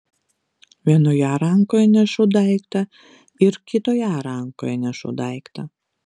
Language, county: Lithuanian, Vilnius